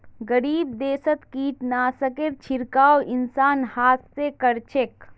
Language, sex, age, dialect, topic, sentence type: Magahi, female, 18-24, Northeastern/Surjapuri, agriculture, statement